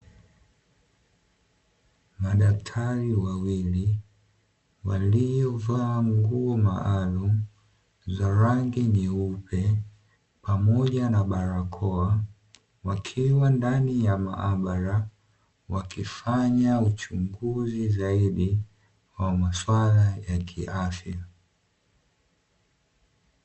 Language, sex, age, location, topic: Swahili, male, 18-24, Dar es Salaam, health